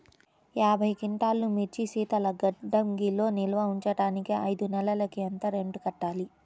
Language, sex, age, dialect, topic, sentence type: Telugu, female, 31-35, Central/Coastal, agriculture, question